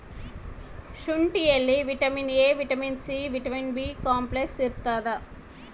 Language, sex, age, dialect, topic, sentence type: Kannada, female, 36-40, Central, agriculture, statement